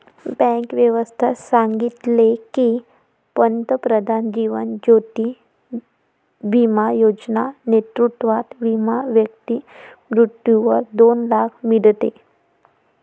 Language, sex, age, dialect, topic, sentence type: Marathi, female, 18-24, Varhadi, banking, statement